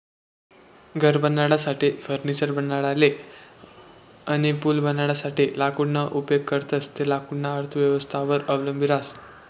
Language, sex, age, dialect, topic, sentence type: Marathi, male, 18-24, Northern Konkan, agriculture, statement